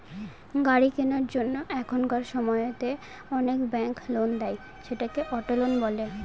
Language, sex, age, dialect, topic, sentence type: Bengali, female, 18-24, Northern/Varendri, banking, statement